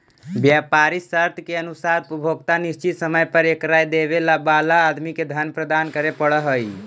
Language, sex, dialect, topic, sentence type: Magahi, male, Central/Standard, agriculture, statement